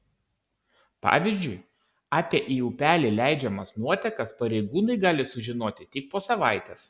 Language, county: Lithuanian, Kaunas